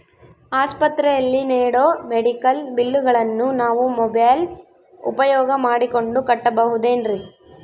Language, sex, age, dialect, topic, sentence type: Kannada, female, 18-24, Central, banking, question